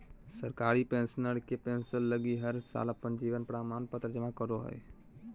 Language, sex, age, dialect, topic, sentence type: Magahi, male, 18-24, Southern, banking, statement